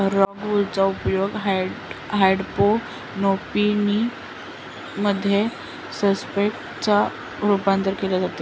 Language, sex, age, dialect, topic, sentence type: Marathi, female, 25-30, Northern Konkan, agriculture, statement